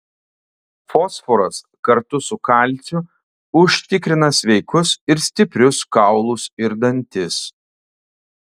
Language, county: Lithuanian, Alytus